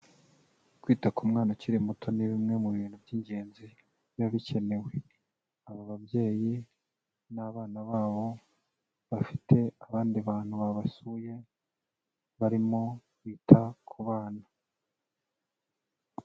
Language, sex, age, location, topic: Kinyarwanda, male, 25-35, Kigali, health